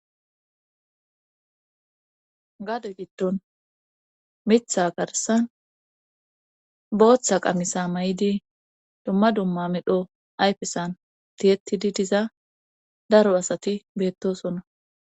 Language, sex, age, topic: Gamo, female, 25-35, government